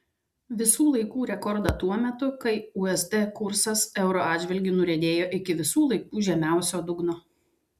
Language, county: Lithuanian, Vilnius